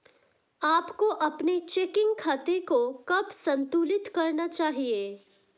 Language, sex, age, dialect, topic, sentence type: Hindi, female, 18-24, Hindustani Malvi Khadi Boli, banking, question